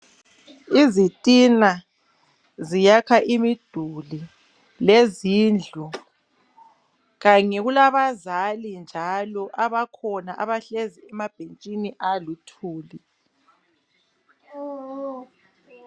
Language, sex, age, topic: North Ndebele, female, 36-49, health